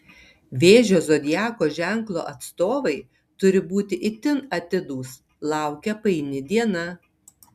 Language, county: Lithuanian, Tauragė